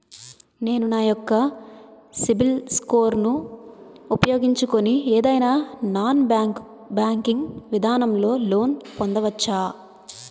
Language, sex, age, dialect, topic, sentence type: Telugu, female, 25-30, Utterandhra, banking, question